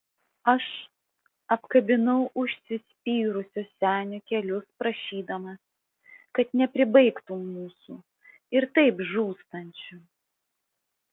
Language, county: Lithuanian, Vilnius